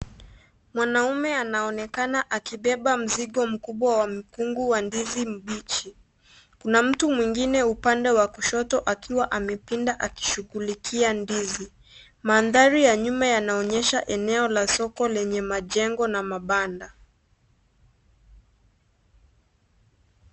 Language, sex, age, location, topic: Swahili, female, 25-35, Kisii, agriculture